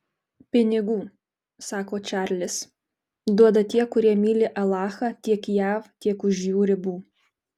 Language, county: Lithuanian, Marijampolė